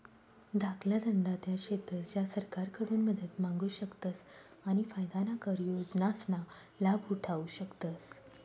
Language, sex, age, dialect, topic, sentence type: Marathi, female, 36-40, Northern Konkan, banking, statement